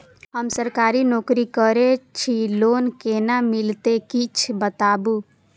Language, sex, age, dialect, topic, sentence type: Maithili, female, 25-30, Eastern / Thethi, banking, question